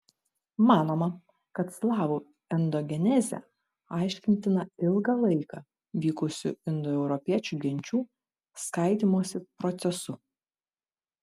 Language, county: Lithuanian, Kaunas